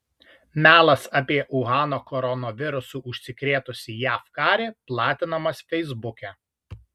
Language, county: Lithuanian, Kaunas